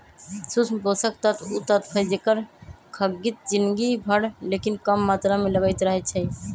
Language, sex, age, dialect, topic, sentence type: Magahi, female, 18-24, Western, agriculture, statement